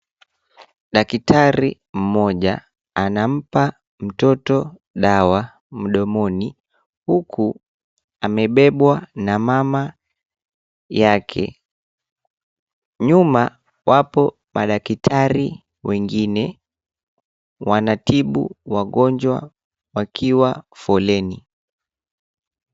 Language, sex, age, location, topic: Swahili, male, 25-35, Mombasa, health